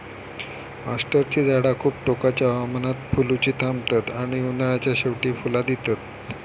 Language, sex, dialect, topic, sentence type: Marathi, male, Southern Konkan, agriculture, statement